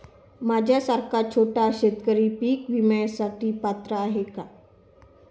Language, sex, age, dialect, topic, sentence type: Marathi, female, 25-30, Standard Marathi, agriculture, question